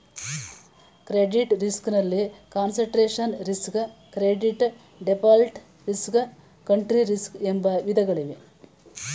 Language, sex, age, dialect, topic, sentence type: Kannada, female, 18-24, Mysore Kannada, banking, statement